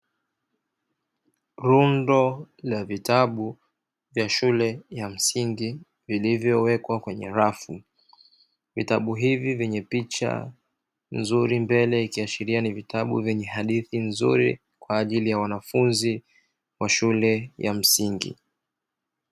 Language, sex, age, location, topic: Swahili, male, 36-49, Dar es Salaam, education